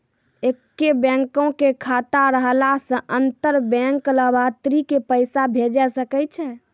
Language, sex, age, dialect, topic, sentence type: Maithili, female, 18-24, Angika, banking, statement